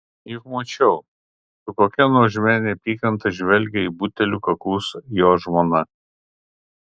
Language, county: Lithuanian, Kaunas